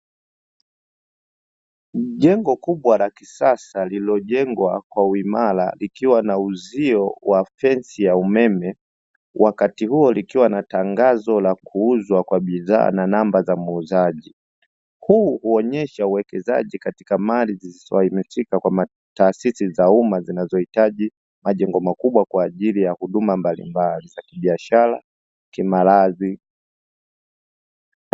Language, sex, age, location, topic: Swahili, male, 25-35, Dar es Salaam, finance